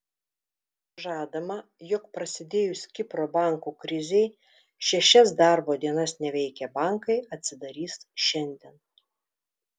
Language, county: Lithuanian, Telšiai